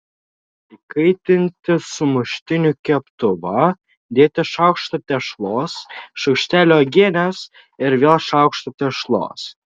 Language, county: Lithuanian, Šiauliai